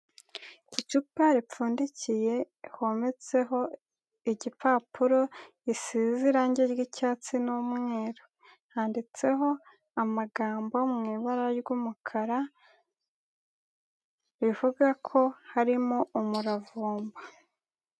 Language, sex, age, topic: Kinyarwanda, female, 18-24, health